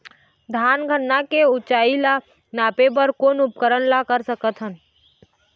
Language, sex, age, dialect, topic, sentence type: Chhattisgarhi, female, 41-45, Eastern, agriculture, question